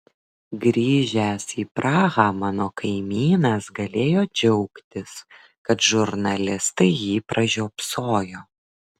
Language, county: Lithuanian, Vilnius